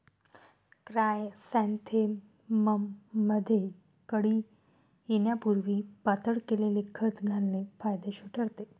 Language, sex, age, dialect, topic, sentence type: Marathi, female, 31-35, Standard Marathi, agriculture, statement